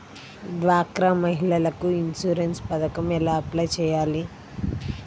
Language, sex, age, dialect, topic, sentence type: Telugu, female, 31-35, Central/Coastal, banking, question